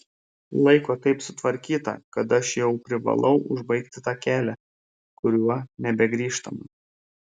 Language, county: Lithuanian, Šiauliai